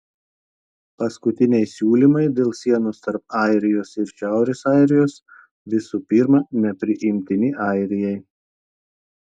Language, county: Lithuanian, Telšiai